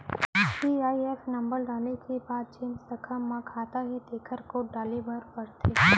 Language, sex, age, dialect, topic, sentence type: Chhattisgarhi, female, 18-24, Central, banking, statement